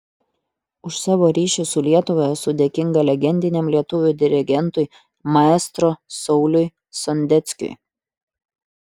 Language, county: Lithuanian, Utena